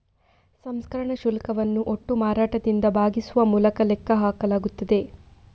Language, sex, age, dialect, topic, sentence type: Kannada, female, 25-30, Coastal/Dakshin, banking, statement